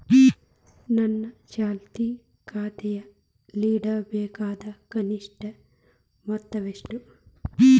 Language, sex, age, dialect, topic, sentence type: Kannada, female, 25-30, Dharwad Kannada, banking, statement